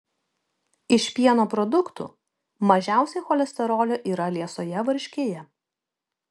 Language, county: Lithuanian, Kaunas